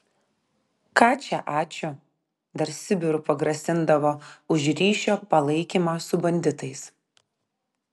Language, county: Lithuanian, Klaipėda